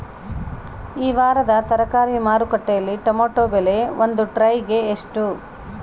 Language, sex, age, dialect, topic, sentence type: Kannada, female, 31-35, Central, agriculture, question